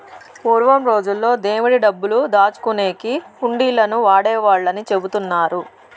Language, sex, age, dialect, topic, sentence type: Telugu, female, 60-100, Southern, banking, statement